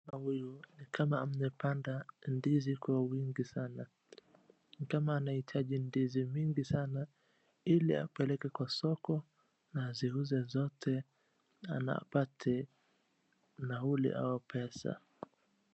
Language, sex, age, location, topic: Swahili, male, 25-35, Wajir, agriculture